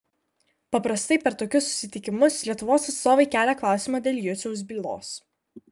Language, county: Lithuanian, Kaunas